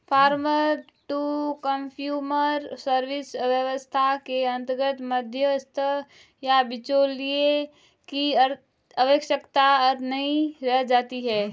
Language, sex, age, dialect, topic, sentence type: Hindi, female, 18-24, Marwari Dhudhari, agriculture, statement